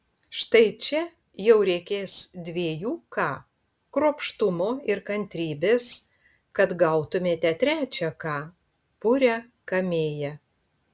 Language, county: Lithuanian, Panevėžys